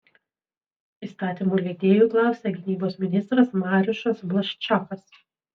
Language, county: Lithuanian, Vilnius